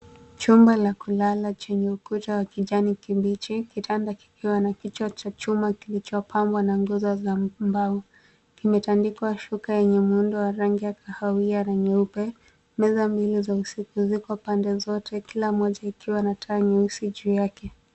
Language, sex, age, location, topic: Swahili, female, 18-24, Nairobi, education